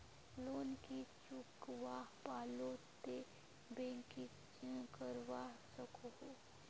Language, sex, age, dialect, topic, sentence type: Magahi, female, 51-55, Northeastern/Surjapuri, banking, question